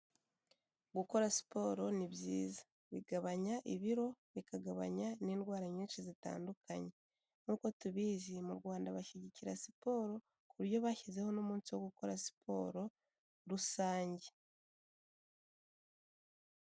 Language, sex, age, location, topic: Kinyarwanda, female, 18-24, Kigali, health